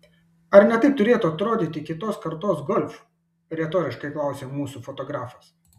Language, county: Lithuanian, Šiauliai